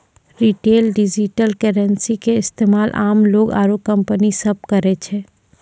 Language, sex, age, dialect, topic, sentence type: Maithili, female, 18-24, Angika, banking, statement